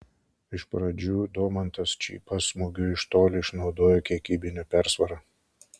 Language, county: Lithuanian, Kaunas